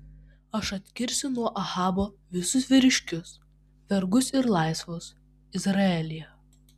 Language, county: Lithuanian, Vilnius